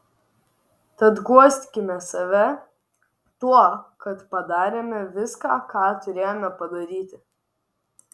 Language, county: Lithuanian, Vilnius